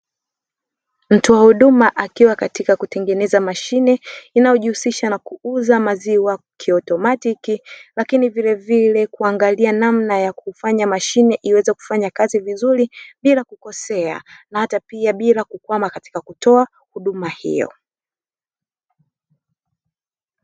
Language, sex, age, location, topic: Swahili, female, 36-49, Dar es Salaam, finance